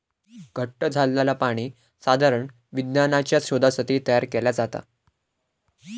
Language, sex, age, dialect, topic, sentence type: Marathi, male, 18-24, Southern Konkan, agriculture, statement